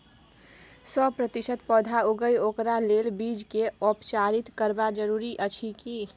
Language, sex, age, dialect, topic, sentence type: Maithili, female, 18-24, Bajjika, agriculture, question